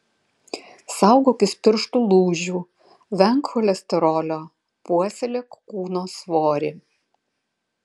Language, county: Lithuanian, Vilnius